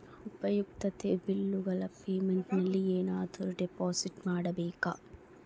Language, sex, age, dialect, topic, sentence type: Kannada, female, 25-30, Central, banking, question